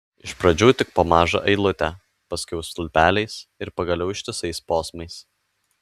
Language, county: Lithuanian, Alytus